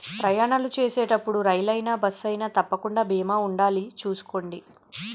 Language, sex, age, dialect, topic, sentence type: Telugu, female, 31-35, Utterandhra, banking, statement